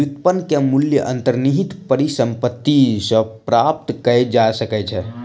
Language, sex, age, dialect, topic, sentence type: Maithili, male, 60-100, Southern/Standard, banking, statement